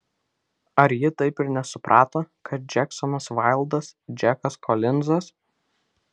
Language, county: Lithuanian, Vilnius